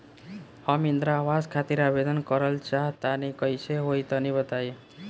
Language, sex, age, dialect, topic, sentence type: Bhojpuri, male, <18, Southern / Standard, banking, question